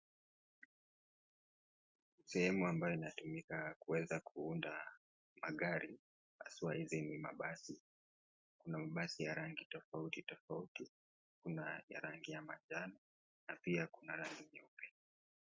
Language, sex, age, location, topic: Swahili, male, 18-24, Kisii, finance